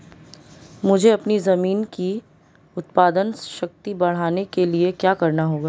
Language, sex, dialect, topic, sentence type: Hindi, female, Marwari Dhudhari, agriculture, question